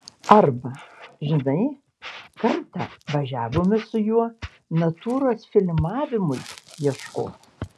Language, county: Lithuanian, Kaunas